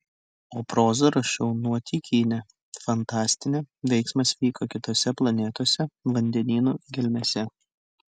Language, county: Lithuanian, Utena